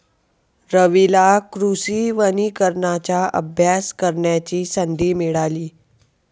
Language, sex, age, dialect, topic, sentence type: Marathi, male, 18-24, Northern Konkan, agriculture, statement